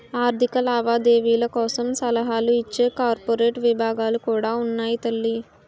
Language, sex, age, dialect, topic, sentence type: Telugu, female, 18-24, Utterandhra, banking, statement